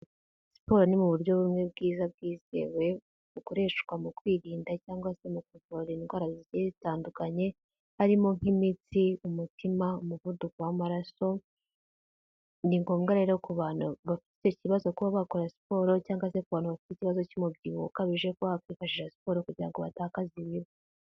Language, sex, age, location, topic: Kinyarwanda, female, 18-24, Kigali, health